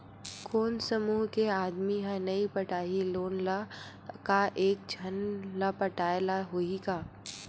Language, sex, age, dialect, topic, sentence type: Chhattisgarhi, female, 18-24, Western/Budati/Khatahi, banking, question